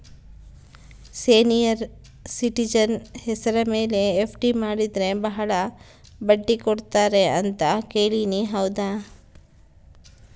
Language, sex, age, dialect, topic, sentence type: Kannada, female, 36-40, Central, banking, question